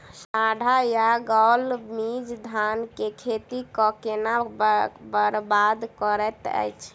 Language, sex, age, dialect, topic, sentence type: Maithili, female, 18-24, Southern/Standard, agriculture, question